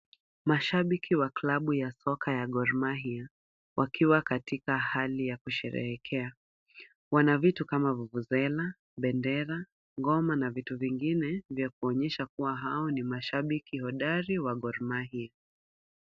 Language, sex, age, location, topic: Swahili, female, 25-35, Kisumu, government